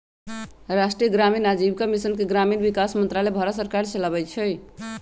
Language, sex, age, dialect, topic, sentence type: Magahi, male, 51-55, Western, banking, statement